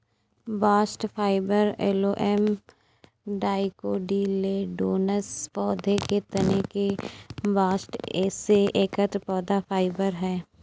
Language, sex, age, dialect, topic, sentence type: Hindi, female, 25-30, Awadhi Bundeli, agriculture, statement